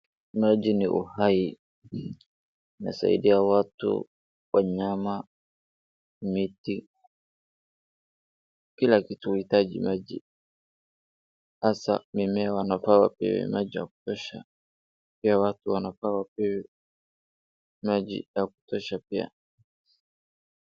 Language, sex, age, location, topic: Swahili, male, 18-24, Wajir, health